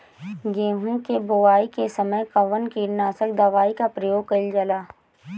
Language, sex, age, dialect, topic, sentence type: Bhojpuri, female, 18-24, Northern, agriculture, question